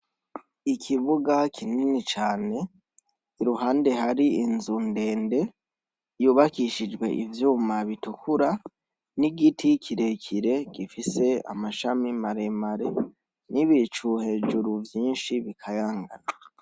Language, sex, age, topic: Rundi, male, 18-24, education